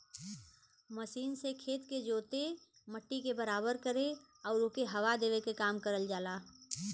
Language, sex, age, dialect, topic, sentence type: Bhojpuri, female, 41-45, Western, agriculture, statement